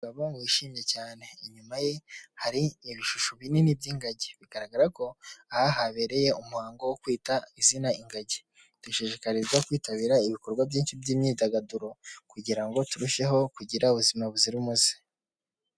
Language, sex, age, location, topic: Kinyarwanda, male, 18-24, Huye, health